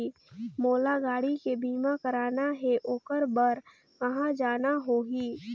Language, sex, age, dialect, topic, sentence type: Chhattisgarhi, female, 18-24, Northern/Bhandar, banking, question